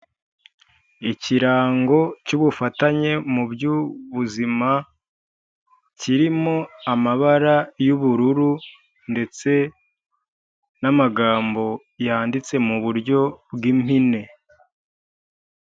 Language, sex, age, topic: Kinyarwanda, male, 25-35, health